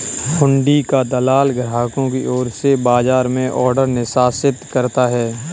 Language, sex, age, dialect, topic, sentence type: Hindi, male, 31-35, Kanauji Braj Bhasha, banking, statement